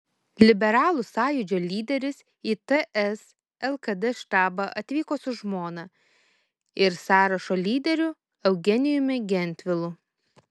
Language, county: Lithuanian, Kaunas